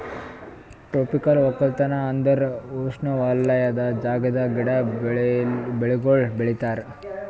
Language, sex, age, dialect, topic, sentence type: Kannada, male, 18-24, Northeastern, agriculture, statement